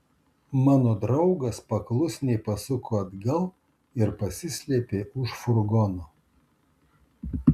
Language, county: Lithuanian, Kaunas